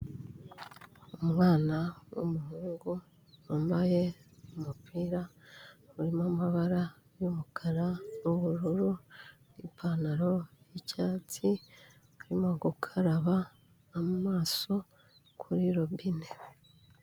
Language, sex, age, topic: Kinyarwanda, female, 36-49, health